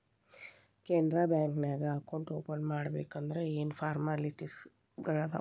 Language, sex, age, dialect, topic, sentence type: Kannada, female, 36-40, Dharwad Kannada, banking, statement